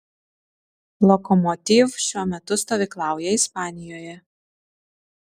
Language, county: Lithuanian, Šiauliai